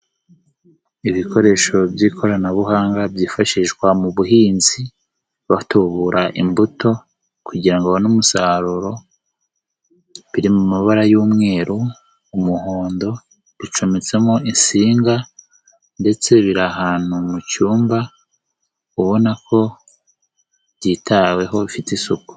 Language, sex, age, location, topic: Kinyarwanda, male, 18-24, Nyagatare, agriculture